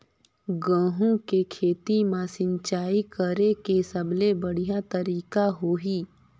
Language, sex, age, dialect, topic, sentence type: Chhattisgarhi, female, 31-35, Northern/Bhandar, agriculture, question